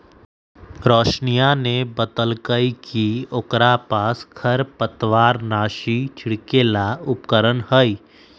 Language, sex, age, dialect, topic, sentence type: Magahi, male, 25-30, Western, agriculture, statement